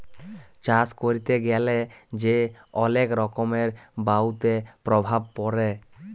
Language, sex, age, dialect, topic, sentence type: Bengali, male, 18-24, Jharkhandi, agriculture, statement